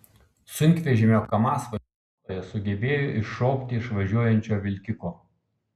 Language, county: Lithuanian, Kaunas